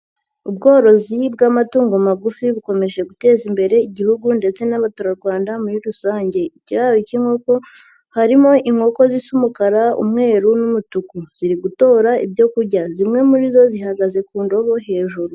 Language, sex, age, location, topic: Kinyarwanda, female, 50+, Nyagatare, agriculture